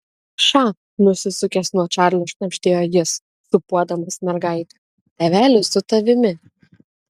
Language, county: Lithuanian, Kaunas